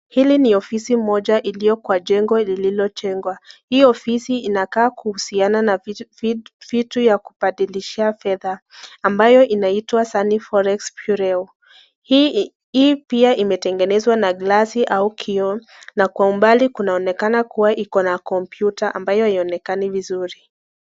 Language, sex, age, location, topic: Swahili, female, 25-35, Nakuru, finance